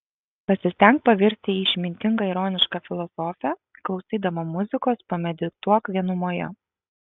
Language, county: Lithuanian, Kaunas